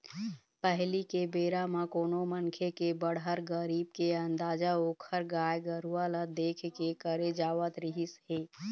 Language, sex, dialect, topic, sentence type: Chhattisgarhi, female, Eastern, agriculture, statement